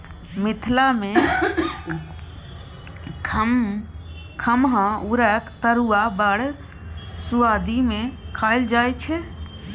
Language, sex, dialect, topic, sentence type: Maithili, female, Bajjika, agriculture, statement